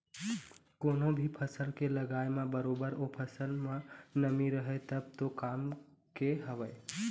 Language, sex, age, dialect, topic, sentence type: Chhattisgarhi, male, 18-24, Eastern, agriculture, statement